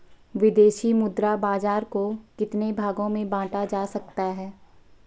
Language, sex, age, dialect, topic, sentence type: Hindi, female, 56-60, Marwari Dhudhari, banking, statement